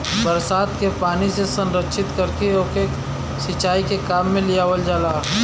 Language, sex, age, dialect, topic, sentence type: Bhojpuri, male, 25-30, Western, agriculture, statement